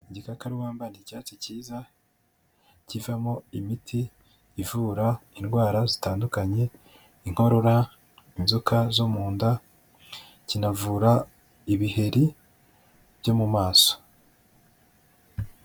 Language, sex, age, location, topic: Kinyarwanda, male, 25-35, Kigali, health